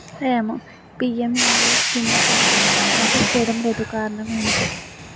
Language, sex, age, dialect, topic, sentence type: Telugu, female, 18-24, Utterandhra, banking, question